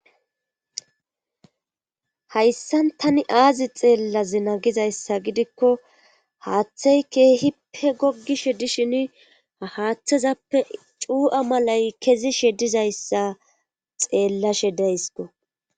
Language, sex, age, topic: Gamo, female, 25-35, government